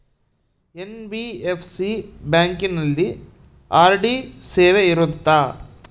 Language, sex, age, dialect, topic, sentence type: Kannada, male, 18-24, Central, banking, question